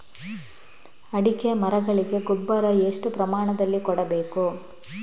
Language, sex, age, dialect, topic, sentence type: Kannada, female, 18-24, Coastal/Dakshin, agriculture, question